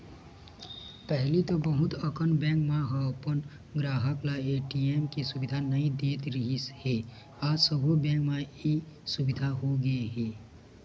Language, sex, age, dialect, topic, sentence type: Chhattisgarhi, male, 18-24, Eastern, banking, statement